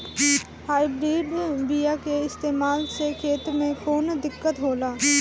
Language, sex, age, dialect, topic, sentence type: Bhojpuri, female, 18-24, Northern, agriculture, question